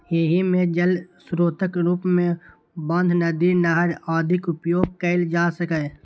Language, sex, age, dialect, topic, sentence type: Maithili, male, 18-24, Eastern / Thethi, agriculture, statement